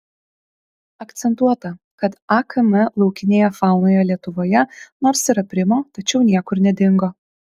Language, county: Lithuanian, Kaunas